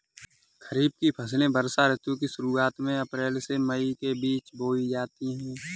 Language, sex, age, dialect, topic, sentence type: Hindi, male, 18-24, Kanauji Braj Bhasha, agriculture, statement